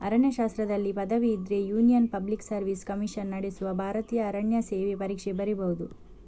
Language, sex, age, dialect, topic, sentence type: Kannada, female, 51-55, Coastal/Dakshin, agriculture, statement